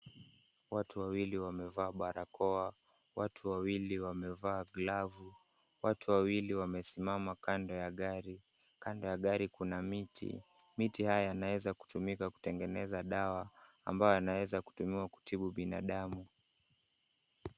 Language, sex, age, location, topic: Swahili, male, 18-24, Kisumu, health